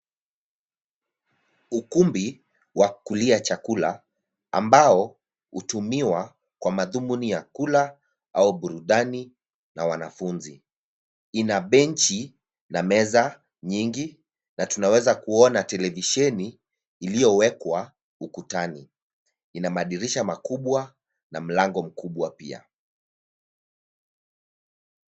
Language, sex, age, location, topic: Swahili, male, 25-35, Nairobi, education